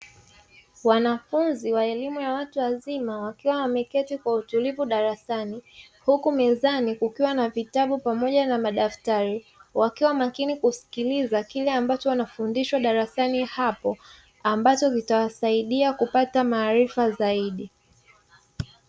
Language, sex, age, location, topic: Swahili, female, 36-49, Dar es Salaam, education